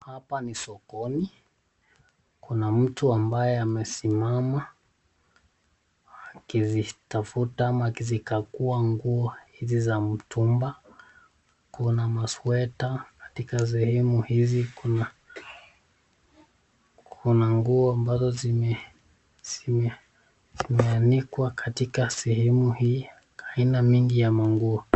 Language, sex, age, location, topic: Swahili, male, 25-35, Nakuru, finance